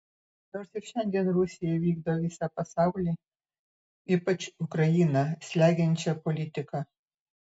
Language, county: Lithuanian, Utena